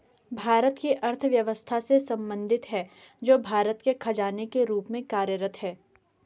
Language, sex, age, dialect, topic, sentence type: Hindi, female, 25-30, Garhwali, banking, statement